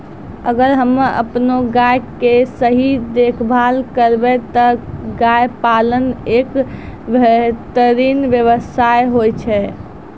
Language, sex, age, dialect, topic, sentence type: Maithili, female, 60-100, Angika, agriculture, statement